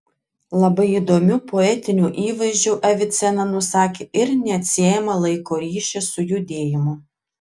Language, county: Lithuanian, Klaipėda